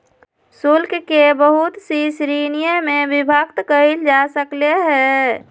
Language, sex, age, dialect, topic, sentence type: Magahi, female, 25-30, Western, banking, statement